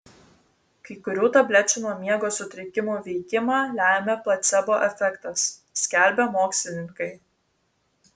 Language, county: Lithuanian, Vilnius